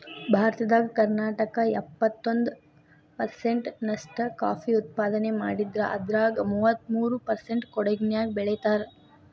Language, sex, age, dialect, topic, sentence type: Kannada, female, 18-24, Dharwad Kannada, agriculture, statement